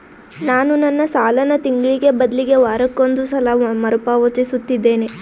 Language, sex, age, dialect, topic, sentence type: Kannada, female, 18-24, Northeastern, banking, statement